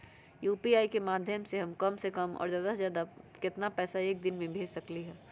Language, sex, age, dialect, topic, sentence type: Magahi, female, 31-35, Western, banking, question